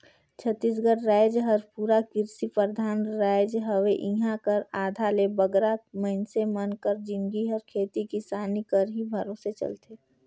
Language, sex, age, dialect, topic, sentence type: Chhattisgarhi, female, 18-24, Northern/Bhandar, agriculture, statement